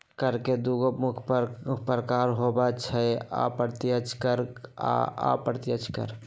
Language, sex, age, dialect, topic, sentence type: Magahi, male, 56-60, Western, banking, statement